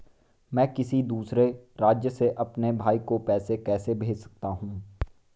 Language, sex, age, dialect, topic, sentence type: Hindi, male, 18-24, Marwari Dhudhari, banking, question